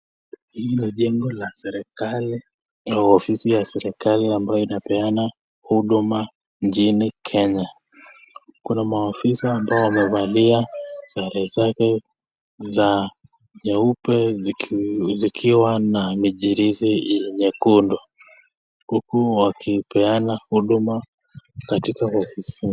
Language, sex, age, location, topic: Swahili, male, 18-24, Nakuru, government